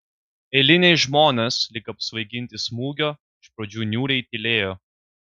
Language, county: Lithuanian, Klaipėda